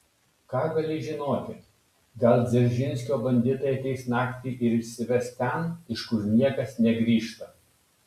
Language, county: Lithuanian, Kaunas